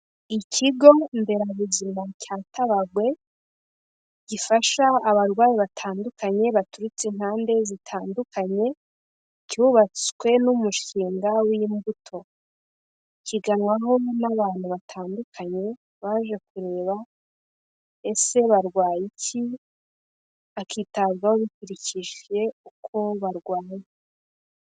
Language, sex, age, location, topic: Kinyarwanda, female, 18-24, Kigali, health